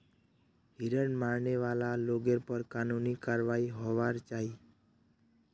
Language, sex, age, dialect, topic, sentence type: Magahi, male, 25-30, Northeastern/Surjapuri, agriculture, statement